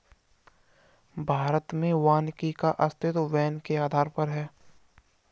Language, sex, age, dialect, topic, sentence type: Hindi, male, 51-55, Kanauji Braj Bhasha, agriculture, statement